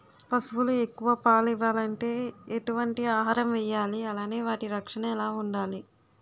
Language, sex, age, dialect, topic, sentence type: Telugu, female, 18-24, Utterandhra, agriculture, question